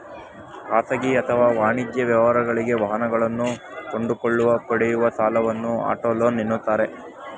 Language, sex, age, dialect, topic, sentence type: Kannada, male, 18-24, Mysore Kannada, banking, statement